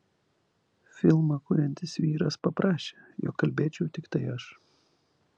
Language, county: Lithuanian, Vilnius